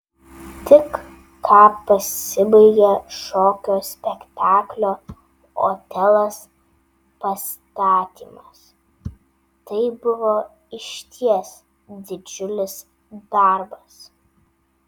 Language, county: Lithuanian, Vilnius